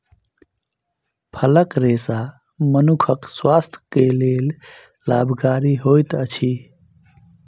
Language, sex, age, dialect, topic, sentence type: Maithili, male, 31-35, Southern/Standard, agriculture, statement